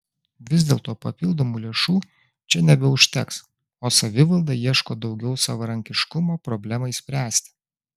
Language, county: Lithuanian, Klaipėda